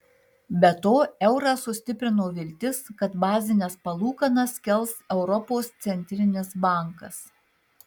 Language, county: Lithuanian, Marijampolė